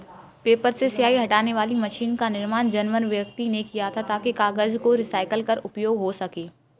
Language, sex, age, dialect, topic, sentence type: Hindi, female, 18-24, Kanauji Braj Bhasha, agriculture, statement